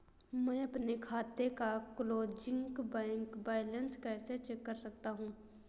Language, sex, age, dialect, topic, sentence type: Hindi, female, 18-24, Awadhi Bundeli, banking, question